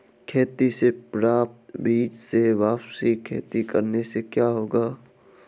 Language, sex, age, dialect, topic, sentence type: Hindi, male, 18-24, Marwari Dhudhari, agriculture, question